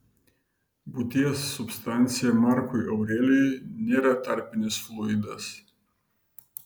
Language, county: Lithuanian, Vilnius